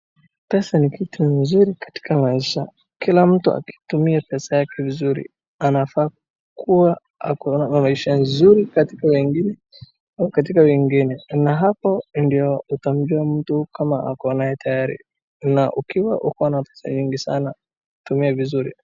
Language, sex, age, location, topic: Swahili, male, 18-24, Wajir, finance